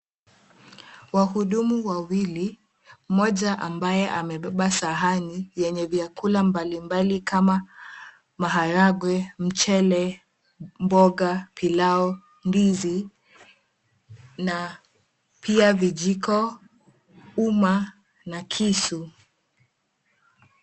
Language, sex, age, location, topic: Swahili, female, 18-24, Mombasa, agriculture